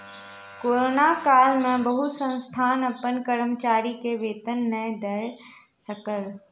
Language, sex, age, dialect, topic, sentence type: Maithili, female, 31-35, Southern/Standard, banking, statement